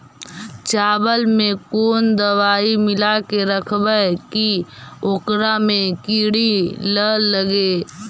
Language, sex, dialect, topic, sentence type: Magahi, female, Central/Standard, agriculture, question